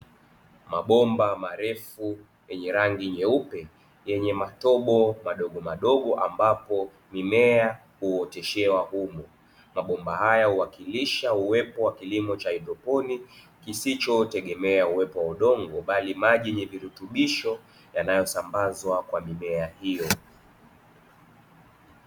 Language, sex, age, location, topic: Swahili, male, 25-35, Dar es Salaam, agriculture